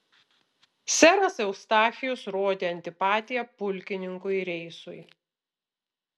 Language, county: Lithuanian, Utena